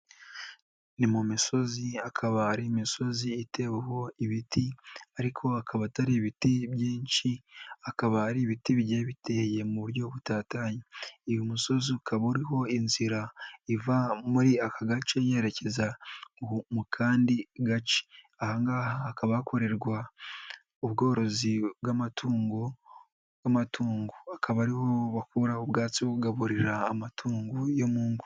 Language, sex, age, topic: Kinyarwanda, male, 18-24, agriculture